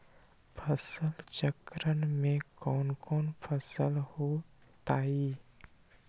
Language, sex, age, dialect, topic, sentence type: Magahi, male, 25-30, Western, agriculture, question